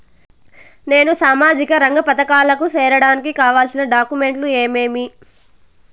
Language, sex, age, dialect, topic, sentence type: Telugu, female, 18-24, Southern, banking, question